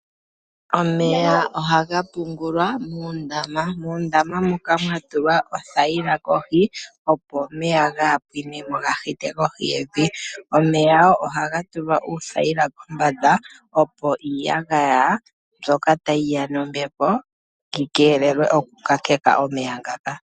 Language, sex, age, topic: Oshiwambo, male, 25-35, agriculture